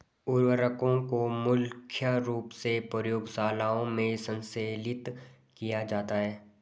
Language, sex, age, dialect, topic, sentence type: Hindi, male, 18-24, Garhwali, agriculture, statement